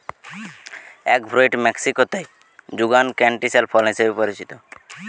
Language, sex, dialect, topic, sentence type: Bengali, male, Western, agriculture, statement